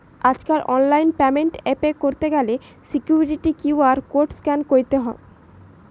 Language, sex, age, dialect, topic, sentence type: Bengali, male, 18-24, Western, banking, statement